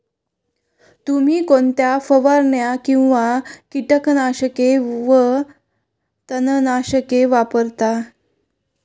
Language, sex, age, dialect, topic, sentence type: Marathi, female, 25-30, Standard Marathi, agriculture, question